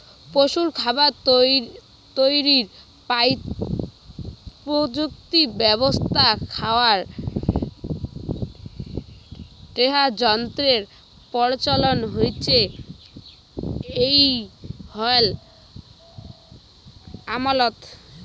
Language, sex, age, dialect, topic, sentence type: Bengali, female, 18-24, Rajbangshi, agriculture, statement